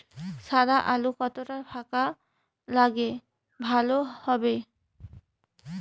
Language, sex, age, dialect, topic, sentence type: Bengali, female, 25-30, Rajbangshi, agriculture, question